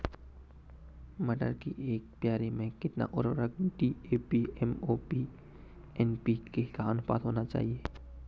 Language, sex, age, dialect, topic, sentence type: Hindi, male, 18-24, Garhwali, agriculture, question